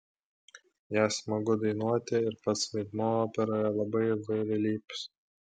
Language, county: Lithuanian, Klaipėda